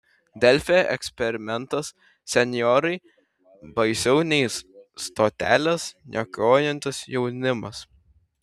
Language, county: Lithuanian, Šiauliai